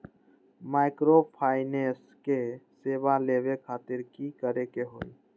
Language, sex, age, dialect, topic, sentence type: Magahi, male, 18-24, Western, banking, question